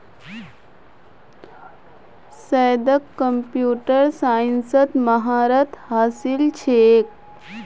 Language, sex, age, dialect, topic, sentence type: Magahi, female, 25-30, Northeastern/Surjapuri, banking, statement